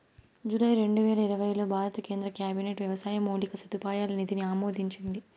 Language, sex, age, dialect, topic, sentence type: Telugu, female, 18-24, Southern, agriculture, statement